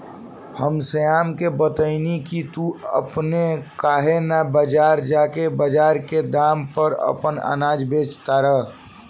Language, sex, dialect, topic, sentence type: Bhojpuri, male, Southern / Standard, agriculture, statement